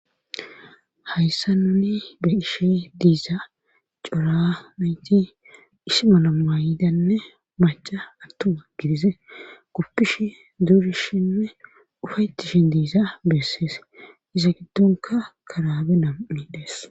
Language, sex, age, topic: Gamo, female, 36-49, government